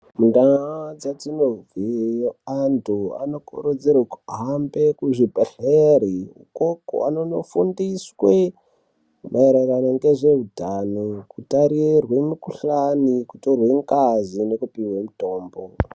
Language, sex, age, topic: Ndau, male, 36-49, health